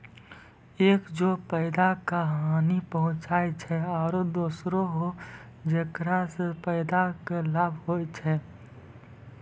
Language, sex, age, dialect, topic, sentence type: Maithili, male, 18-24, Angika, agriculture, statement